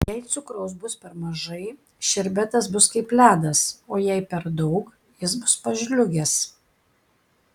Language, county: Lithuanian, Klaipėda